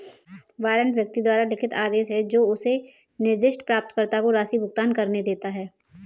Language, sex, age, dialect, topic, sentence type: Hindi, female, 18-24, Kanauji Braj Bhasha, banking, statement